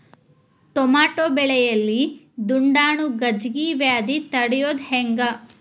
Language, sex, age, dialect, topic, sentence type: Kannada, female, 25-30, Dharwad Kannada, agriculture, question